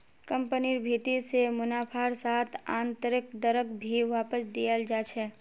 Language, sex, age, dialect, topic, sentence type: Magahi, female, 25-30, Northeastern/Surjapuri, banking, statement